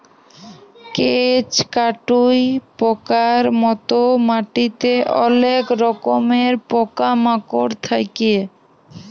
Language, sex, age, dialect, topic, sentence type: Bengali, female, 18-24, Jharkhandi, agriculture, statement